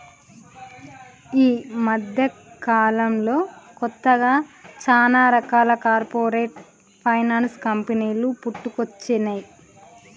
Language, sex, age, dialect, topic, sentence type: Telugu, female, 31-35, Telangana, banking, statement